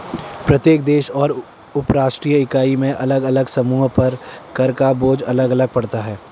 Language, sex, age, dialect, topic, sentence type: Hindi, male, 41-45, Garhwali, banking, statement